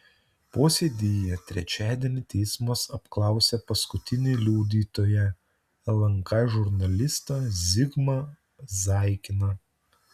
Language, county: Lithuanian, Utena